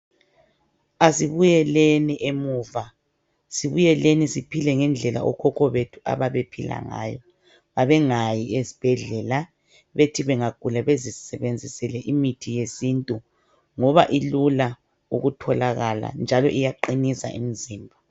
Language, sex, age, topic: North Ndebele, male, 25-35, health